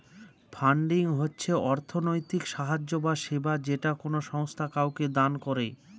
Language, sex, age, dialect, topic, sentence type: Bengali, male, 36-40, Northern/Varendri, banking, statement